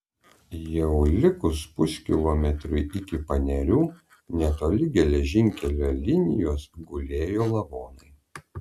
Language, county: Lithuanian, Vilnius